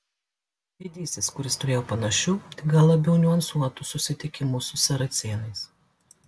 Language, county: Lithuanian, Klaipėda